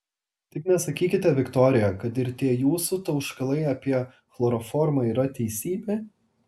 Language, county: Lithuanian, Telšiai